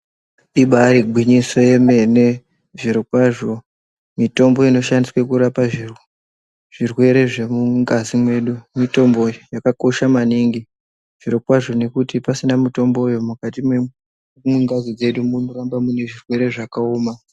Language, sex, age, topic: Ndau, female, 36-49, health